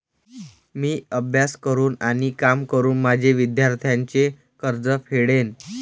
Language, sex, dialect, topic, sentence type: Marathi, male, Varhadi, banking, statement